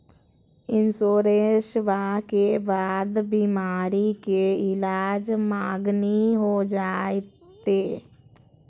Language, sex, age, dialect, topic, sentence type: Magahi, female, 25-30, Southern, banking, question